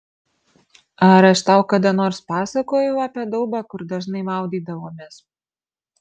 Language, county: Lithuanian, Marijampolė